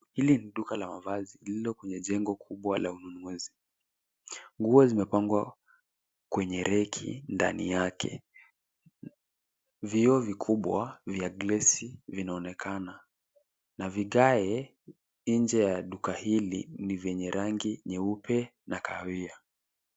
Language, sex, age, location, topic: Swahili, male, 18-24, Nairobi, finance